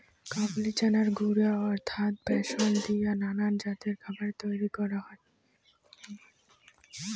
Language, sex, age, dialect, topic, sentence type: Bengali, female, <18, Rajbangshi, agriculture, statement